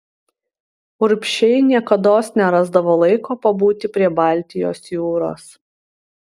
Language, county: Lithuanian, Utena